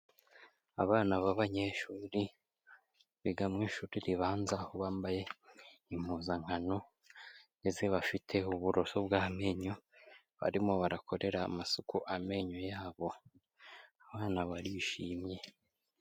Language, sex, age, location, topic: Kinyarwanda, female, 25-35, Kigali, health